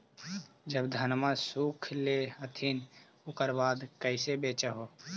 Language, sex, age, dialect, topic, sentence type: Magahi, male, 18-24, Central/Standard, agriculture, question